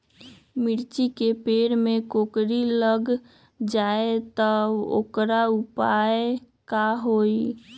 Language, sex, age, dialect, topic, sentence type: Magahi, female, 18-24, Western, agriculture, question